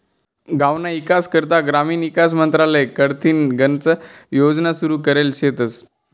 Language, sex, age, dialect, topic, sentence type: Marathi, male, 18-24, Northern Konkan, agriculture, statement